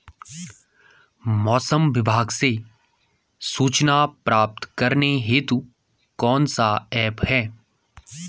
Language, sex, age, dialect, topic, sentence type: Hindi, male, 18-24, Garhwali, agriculture, question